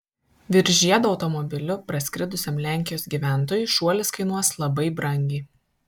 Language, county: Lithuanian, Kaunas